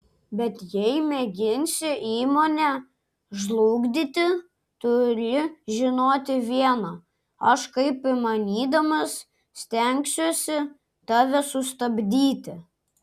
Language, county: Lithuanian, Klaipėda